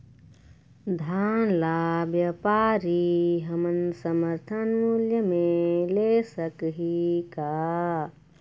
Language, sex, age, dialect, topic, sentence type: Chhattisgarhi, female, 36-40, Eastern, agriculture, question